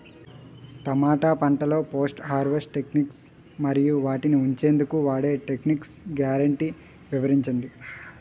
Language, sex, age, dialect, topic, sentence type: Telugu, male, 18-24, Utterandhra, agriculture, question